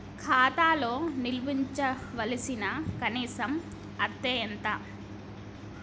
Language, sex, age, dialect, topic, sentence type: Telugu, female, 25-30, Telangana, banking, question